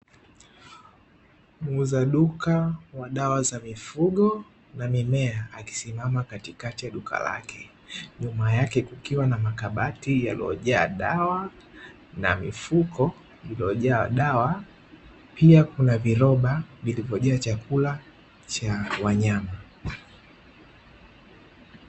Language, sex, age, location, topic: Swahili, male, 18-24, Dar es Salaam, agriculture